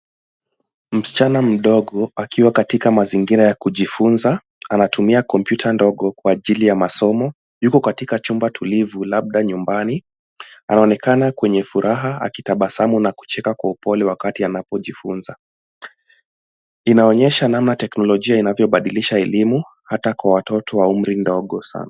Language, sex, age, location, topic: Swahili, male, 18-24, Nairobi, education